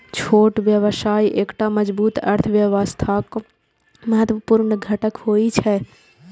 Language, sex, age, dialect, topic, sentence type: Maithili, female, 18-24, Eastern / Thethi, banking, statement